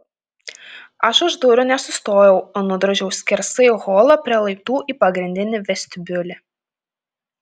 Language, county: Lithuanian, Panevėžys